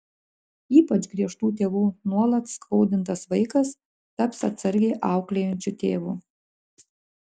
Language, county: Lithuanian, Klaipėda